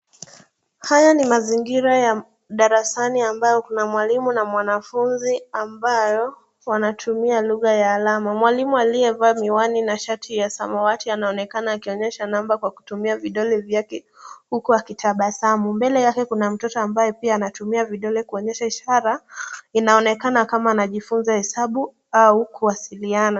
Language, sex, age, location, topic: Swahili, female, 18-24, Nairobi, education